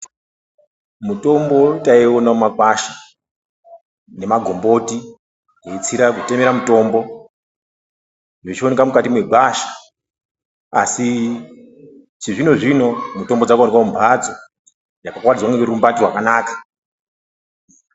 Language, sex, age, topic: Ndau, male, 36-49, health